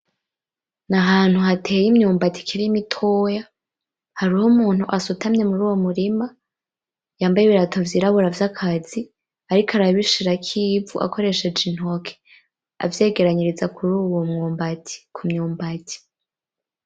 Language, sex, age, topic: Rundi, female, 18-24, agriculture